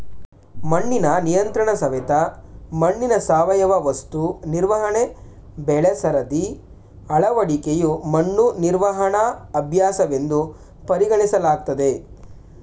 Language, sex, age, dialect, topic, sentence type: Kannada, male, 18-24, Mysore Kannada, agriculture, statement